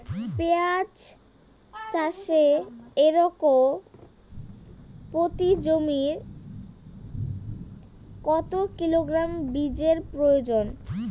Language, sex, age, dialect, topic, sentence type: Bengali, male, 18-24, Rajbangshi, agriculture, question